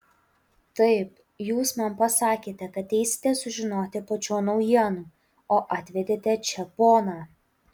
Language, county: Lithuanian, Utena